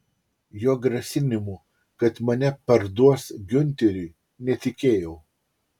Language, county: Lithuanian, Utena